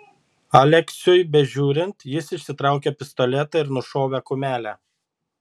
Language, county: Lithuanian, Šiauliai